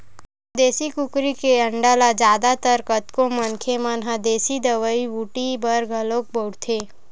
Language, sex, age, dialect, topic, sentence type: Chhattisgarhi, female, 18-24, Western/Budati/Khatahi, agriculture, statement